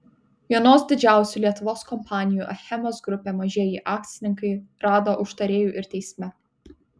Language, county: Lithuanian, Kaunas